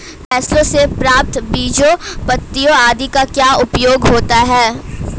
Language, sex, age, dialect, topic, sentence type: Hindi, female, 18-24, Hindustani Malvi Khadi Boli, agriculture, question